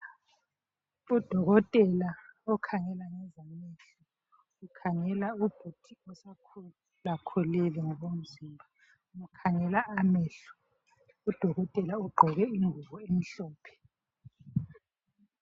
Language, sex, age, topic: North Ndebele, female, 36-49, health